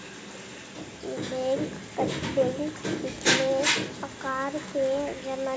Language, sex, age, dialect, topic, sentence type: Hindi, female, 25-30, Marwari Dhudhari, banking, question